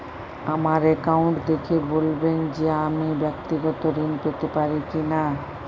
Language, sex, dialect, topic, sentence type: Bengali, female, Jharkhandi, banking, question